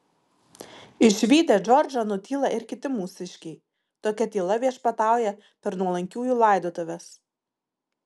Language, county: Lithuanian, Marijampolė